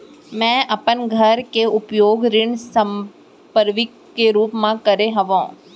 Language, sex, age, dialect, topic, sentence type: Chhattisgarhi, female, 18-24, Central, banking, statement